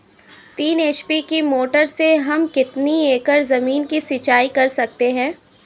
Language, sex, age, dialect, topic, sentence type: Hindi, female, 18-24, Marwari Dhudhari, agriculture, question